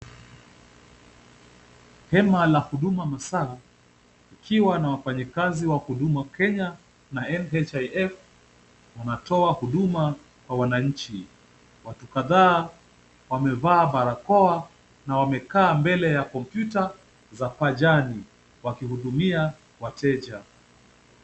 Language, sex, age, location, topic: Swahili, male, 25-35, Kisumu, government